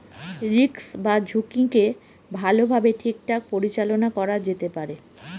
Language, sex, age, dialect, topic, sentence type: Bengali, female, 36-40, Northern/Varendri, agriculture, statement